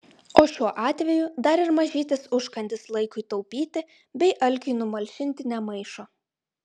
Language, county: Lithuanian, Klaipėda